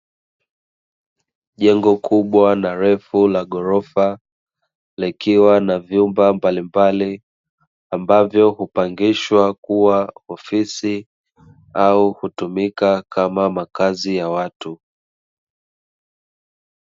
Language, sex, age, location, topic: Swahili, male, 25-35, Dar es Salaam, finance